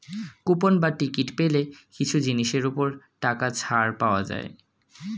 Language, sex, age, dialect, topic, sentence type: Bengali, male, 18-24, Standard Colloquial, banking, statement